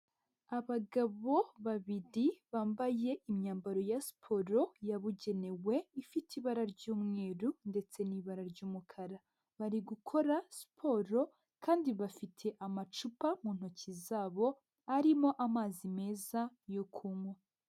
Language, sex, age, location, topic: Kinyarwanda, female, 18-24, Huye, health